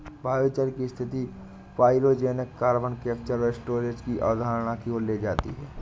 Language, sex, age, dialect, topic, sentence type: Hindi, male, 25-30, Awadhi Bundeli, agriculture, statement